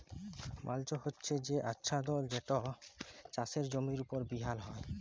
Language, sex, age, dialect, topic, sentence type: Bengali, male, 18-24, Jharkhandi, agriculture, statement